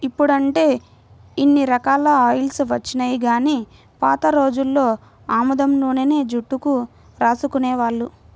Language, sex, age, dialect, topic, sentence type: Telugu, female, 60-100, Central/Coastal, agriculture, statement